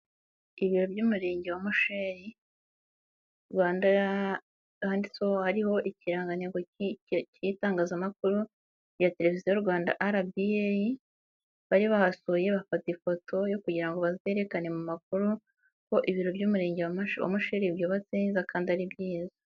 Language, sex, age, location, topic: Kinyarwanda, female, 25-35, Nyagatare, government